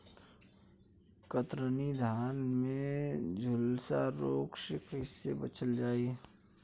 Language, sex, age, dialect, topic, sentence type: Bhojpuri, male, 25-30, Western, agriculture, question